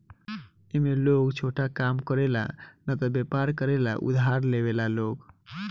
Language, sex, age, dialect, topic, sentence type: Bhojpuri, male, 18-24, Southern / Standard, banking, statement